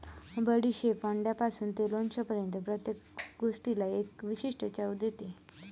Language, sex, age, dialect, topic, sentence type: Marathi, male, 18-24, Varhadi, agriculture, statement